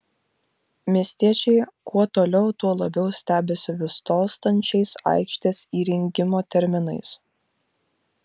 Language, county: Lithuanian, Vilnius